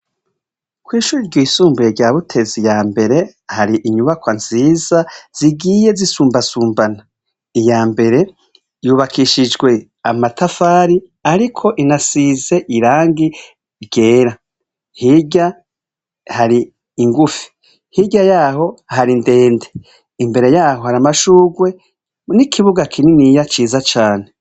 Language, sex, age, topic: Rundi, male, 36-49, education